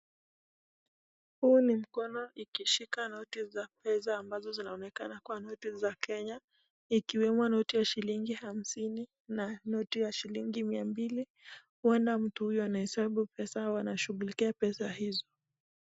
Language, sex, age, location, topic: Swahili, female, 25-35, Nakuru, finance